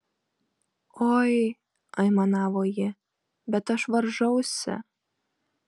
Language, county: Lithuanian, Marijampolė